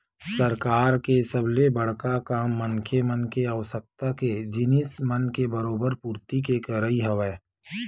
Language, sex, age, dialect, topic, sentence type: Chhattisgarhi, male, 31-35, Western/Budati/Khatahi, banking, statement